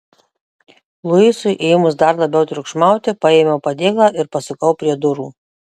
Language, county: Lithuanian, Marijampolė